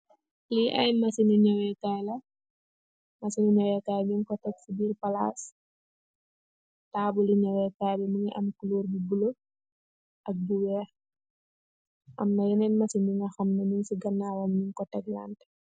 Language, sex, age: Wolof, female, 18-24